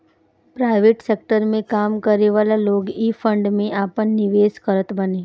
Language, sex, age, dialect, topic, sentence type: Bhojpuri, female, 18-24, Northern, banking, statement